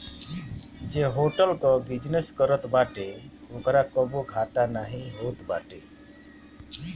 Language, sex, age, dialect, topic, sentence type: Bhojpuri, male, 60-100, Northern, banking, statement